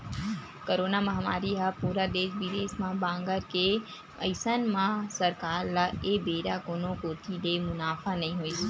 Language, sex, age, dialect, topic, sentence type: Chhattisgarhi, female, 18-24, Western/Budati/Khatahi, banking, statement